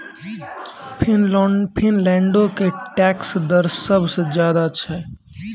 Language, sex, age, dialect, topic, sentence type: Maithili, male, 18-24, Angika, banking, statement